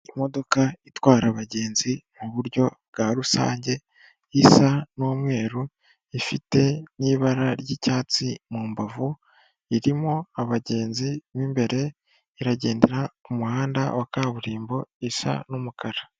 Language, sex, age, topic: Kinyarwanda, male, 18-24, government